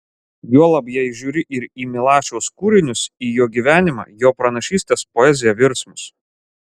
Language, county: Lithuanian, Klaipėda